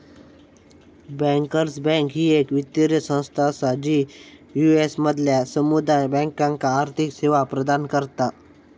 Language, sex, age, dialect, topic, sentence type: Marathi, male, 18-24, Southern Konkan, banking, statement